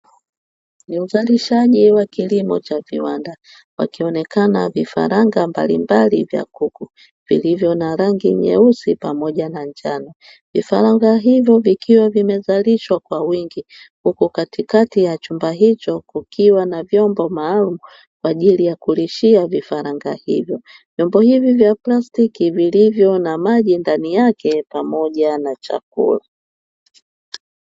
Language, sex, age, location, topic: Swahili, female, 25-35, Dar es Salaam, agriculture